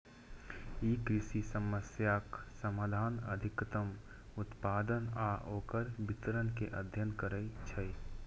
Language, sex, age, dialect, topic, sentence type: Maithili, male, 18-24, Eastern / Thethi, banking, statement